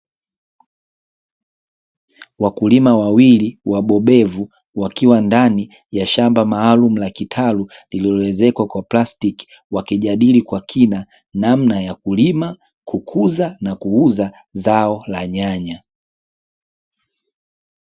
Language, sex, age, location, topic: Swahili, male, 18-24, Dar es Salaam, agriculture